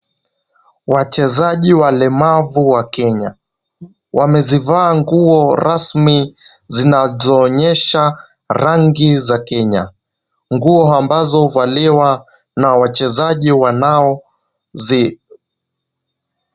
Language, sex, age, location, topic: Swahili, male, 18-24, Kisumu, education